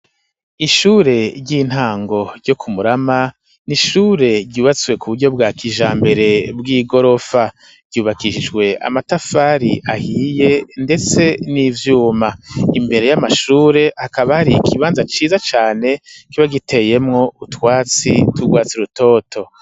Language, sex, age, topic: Rundi, male, 50+, education